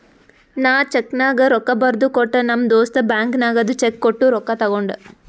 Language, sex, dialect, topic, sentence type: Kannada, female, Northeastern, banking, statement